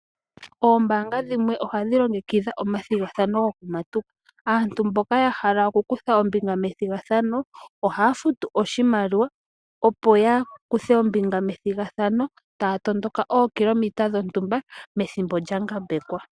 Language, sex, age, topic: Oshiwambo, female, 18-24, finance